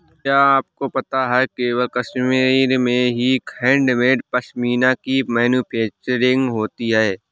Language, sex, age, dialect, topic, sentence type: Hindi, male, 18-24, Awadhi Bundeli, agriculture, statement